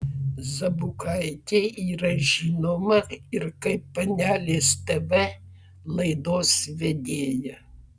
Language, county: Lithuanian, Vilnius